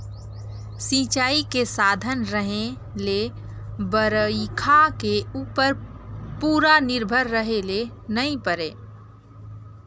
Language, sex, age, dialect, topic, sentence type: Chhattisgarhi, female, 18-24, Northern/Bhandar, agriculture, statement